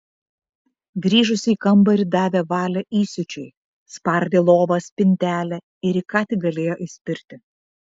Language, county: Lithuanian, Vilnius